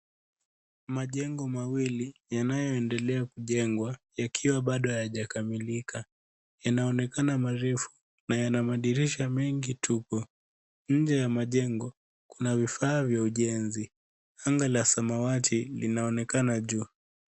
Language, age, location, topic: Swahili, 18-24, Nairobi, finance